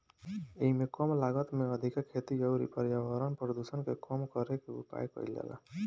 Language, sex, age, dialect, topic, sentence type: Bhojpuri, male, 18-24, Southern / Standard, agriculture, statement